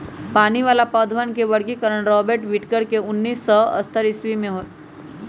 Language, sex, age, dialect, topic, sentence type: Magahi, female, 25-30, Western, agriculture, statement